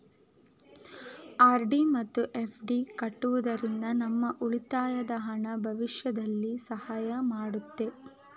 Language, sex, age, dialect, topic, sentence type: Kannada, female, 25-30, Mysore Kannada, banking, statement